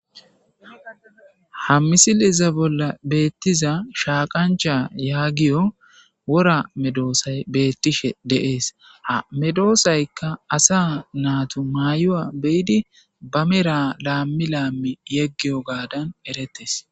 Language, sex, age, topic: Gamo, male, 25-35, agriculture